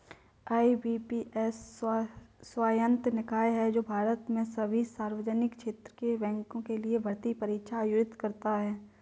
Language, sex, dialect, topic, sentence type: Hindi, female, Kanauji Braj Bhasha, banking, statement